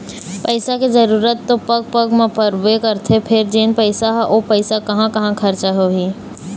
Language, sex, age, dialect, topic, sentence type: Chhattisgarhi, female, 18-24, Eastern, banking, statement